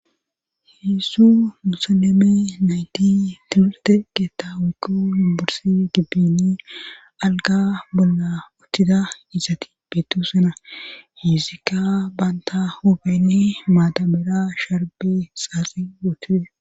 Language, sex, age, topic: Gamo, female, 25-35, government